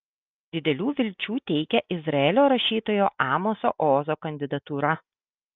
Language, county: Lithuanian, Kaunas